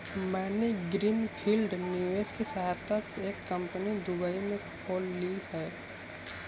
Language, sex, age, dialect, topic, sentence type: Hindi, male, 18-24, Kanauji Braj Bhasha, banking, statement